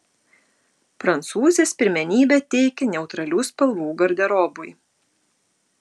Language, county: Lithuanian, Utena